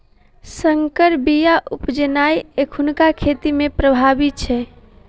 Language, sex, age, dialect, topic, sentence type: Maithili, female, 18-24, Southern/Standard, agriculture, statement